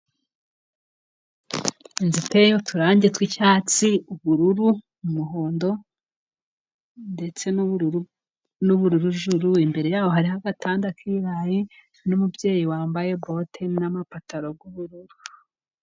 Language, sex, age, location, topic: Kinyarwanda, female, 18-24, Musanze, finance